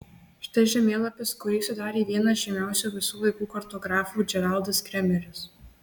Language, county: Lithuanian, Marijampolė